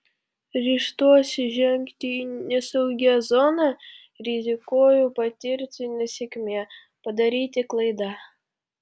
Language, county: Lithuanian, Vilnius